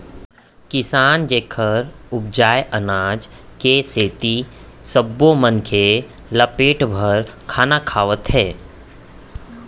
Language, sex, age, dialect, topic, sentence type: Chhattisgarhi, male, 25-30, Central, agriculture, statement